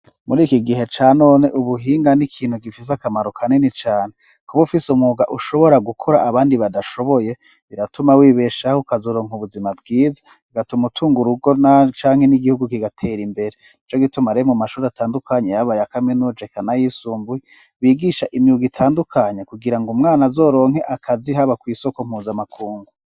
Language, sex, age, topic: Rundi, male, 36-49, education